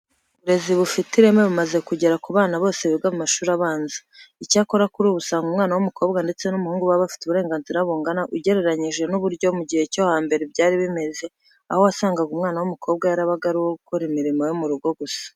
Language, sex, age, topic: Kinyarwanda, female, 25-35, education